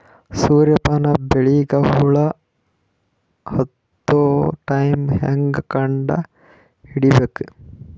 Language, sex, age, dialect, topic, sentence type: Kannada, male, 18-24, Northeastern, agriculture, question